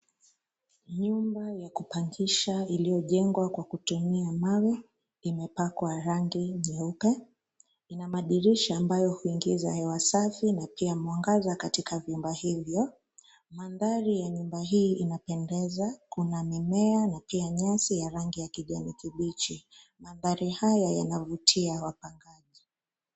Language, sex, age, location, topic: Swahili, female, 25-35, Nairobi, finance